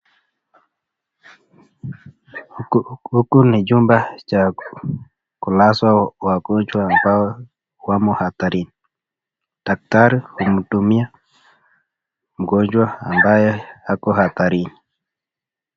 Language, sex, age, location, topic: Swahili, male, 25-35, Nakuru, health